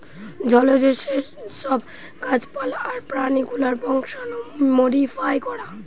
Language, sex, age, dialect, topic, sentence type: Bengali, female, 18-24, Western, agriculture, statement